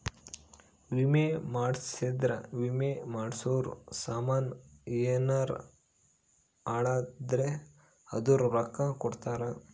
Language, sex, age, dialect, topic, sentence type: Kannada, male, 25-30, Central, banking, statement